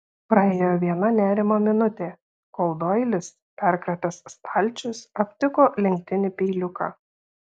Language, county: Lithuanian, Šiauliai